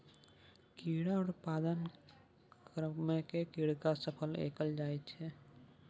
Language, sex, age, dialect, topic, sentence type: Maithili, male, 18-24, Bajjika, agriculture, statement